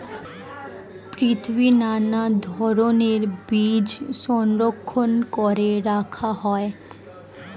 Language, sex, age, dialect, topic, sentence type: Bengali, female, 18-24, Standard Colloquial, agriculture, statement